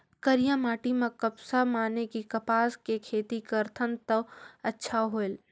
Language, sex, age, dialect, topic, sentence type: Chhattisgarhi, female, 18-24, Northern/Bhandar, agriculture, question